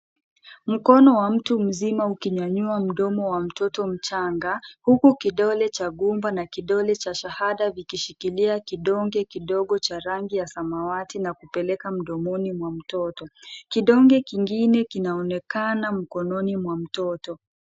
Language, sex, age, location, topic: Swahili, male, 18-24, Nairobi, health